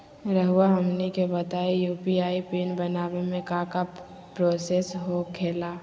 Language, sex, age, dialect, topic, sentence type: Magahi, female, 25-30, Southern, banking, question